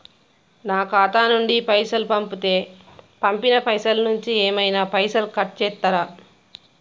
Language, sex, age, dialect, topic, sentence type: Telugu, female, 41-45, Telangana, banking, question